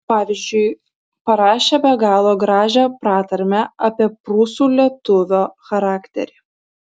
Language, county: Lithuanian, Vilnius